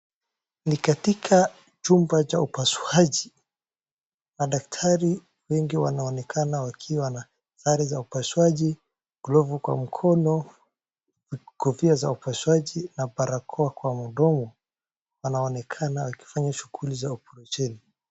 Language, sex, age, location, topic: Swahili, male, 18-24, Wajir, health